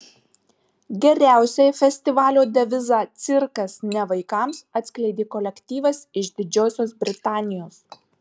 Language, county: Lithuanian, Marijampolė